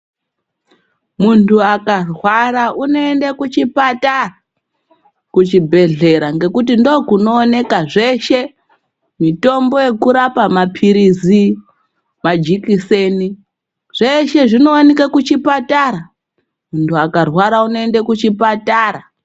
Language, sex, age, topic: Ndau, female, 36-49, health